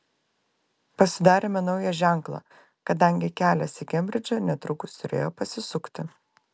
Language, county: Lithuanian, Klaipėda